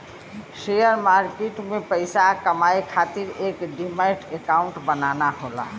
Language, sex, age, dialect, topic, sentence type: Bhojpuri, female, 25-30, Western, banking, statement